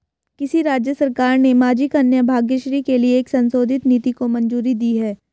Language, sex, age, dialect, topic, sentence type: Hindi, female, 18-24, Hindustani Malvi Khadi Boli, banking, question